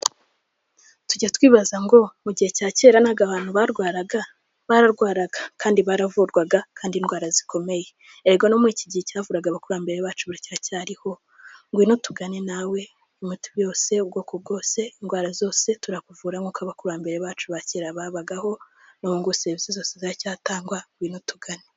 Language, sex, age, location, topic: Kinyarwanda, female, 18-24, Kigali, health